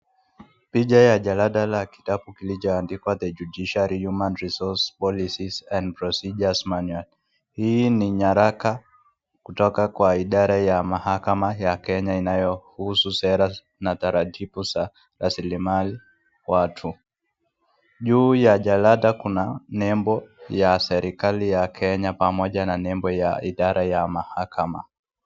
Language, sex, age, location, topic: Swahili, female, 18-24, Nakuru, government